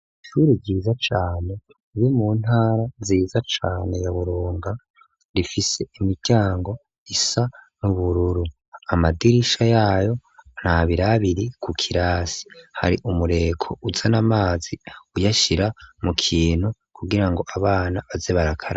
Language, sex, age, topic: Rundi, male, 18-24, education